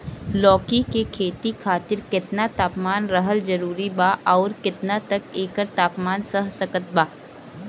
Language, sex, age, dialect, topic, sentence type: Bhojpuri, female, 18-24, Southern / Standard, agriculture, question